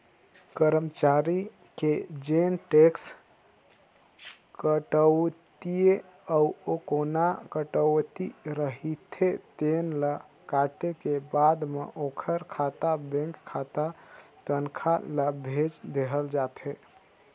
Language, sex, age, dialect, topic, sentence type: Chhattisgarhi, male, 56-60, Northern/Bhandar, banking, statement